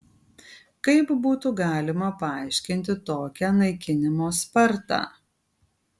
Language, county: Lithuanian, Kaunas